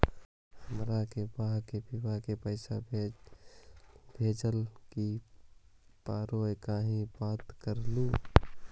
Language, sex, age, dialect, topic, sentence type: Magahi, male, 51-55, Central/Standard, banking, question